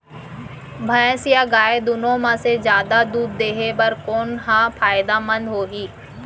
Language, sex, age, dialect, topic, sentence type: Chhattisgarhi, female, 25-30, Central, agriculture, question